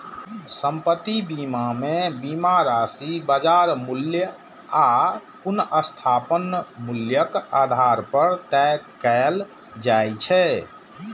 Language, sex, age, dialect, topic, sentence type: Maithili, male, 46-50, Eastern / Thethi, banking, statement